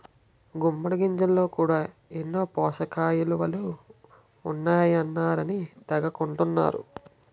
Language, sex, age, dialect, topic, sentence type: Telugu, male, 18-24, Utterandhra, agriculture, statement